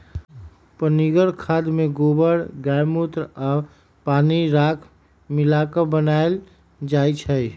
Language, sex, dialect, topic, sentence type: Magahi, male, Western, agriculture, statement